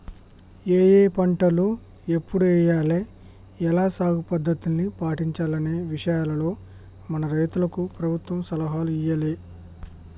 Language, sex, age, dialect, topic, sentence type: Telugu, male, 25-30, Telangana, agriculture, statement